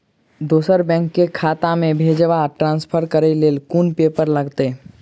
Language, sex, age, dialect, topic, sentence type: Maithili, male, 46-50, Southern/Standard, banking, question